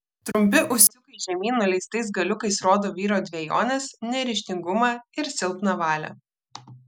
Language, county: Lithuanian, Vilnius